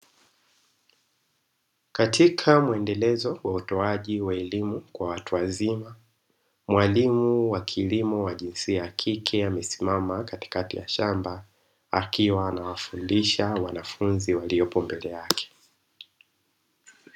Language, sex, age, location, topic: Swahili, male, 25-35, Dar es Salaam, education